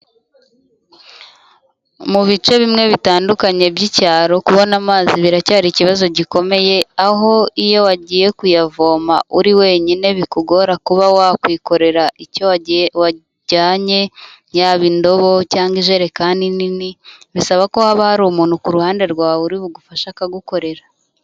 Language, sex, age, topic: Kinyarwanda, female, 25-35, health